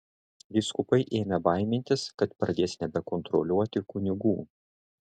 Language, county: Lithuanian, Šiauliai